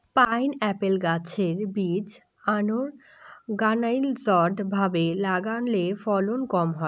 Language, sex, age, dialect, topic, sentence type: Bengali, female, 18-24, Rajbangshi, agriculture, question